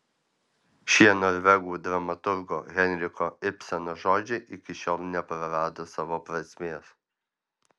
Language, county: Lithuanian, Alytus